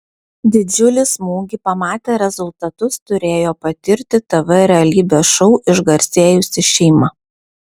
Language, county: Lithuanian, Vilnius